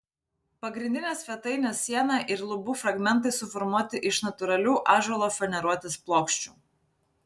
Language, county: Lithuanian, Vilnius